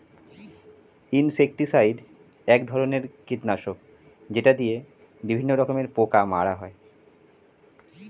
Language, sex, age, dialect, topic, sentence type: Bengali, male, 31-35, Standard Colloquial, agriculture, statement